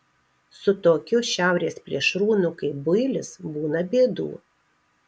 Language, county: Lithuanian, Marijampolė